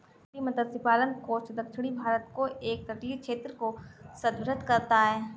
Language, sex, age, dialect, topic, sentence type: Hindi, female, 25-30, Marwari Dhudhari, agriculture, statement